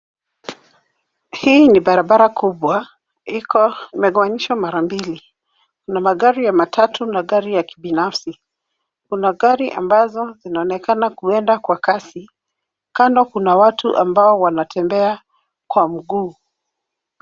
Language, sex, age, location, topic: Swahili, female, 36-49, Nairobi, government